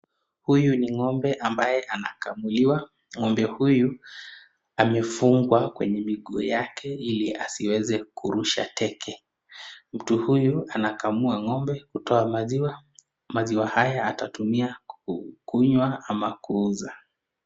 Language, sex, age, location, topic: Swahili, male, 25-35, Nakuru, agriculture